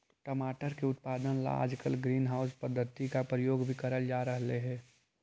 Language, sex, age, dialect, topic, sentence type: Magahi, male, 18-24, Central/Standard, agriculture, statement